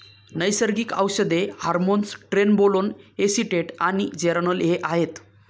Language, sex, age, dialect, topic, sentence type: Marathi, male, 18-24, Northern Konkan, agriculture, statement